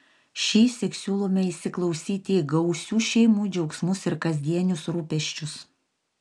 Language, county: Lithuanian, Panevėžys